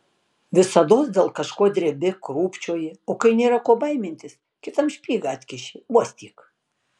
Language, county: Lithuanian, Tauragė